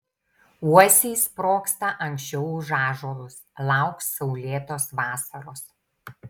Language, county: Lithuanian, Tauragė